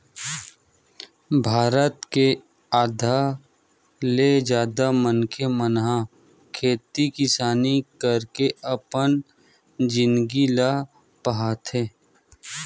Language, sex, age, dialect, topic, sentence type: Chhattisgarhi, male, 18-24, Western/Budati/Khatahi, banking, statement